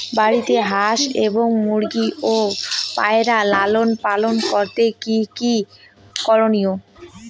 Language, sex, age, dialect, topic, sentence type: Bengali, female, 18-24, Rajbangshi, agriculture, question